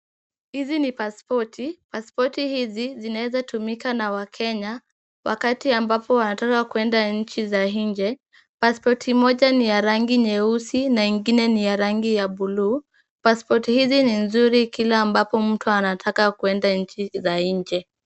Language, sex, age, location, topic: Swahili, female, 25-35, Kisumu, government